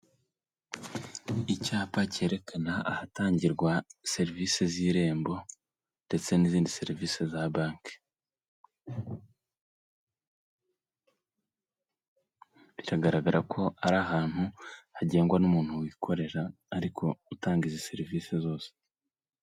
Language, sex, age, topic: Kinyarwanda, male, 18-24, government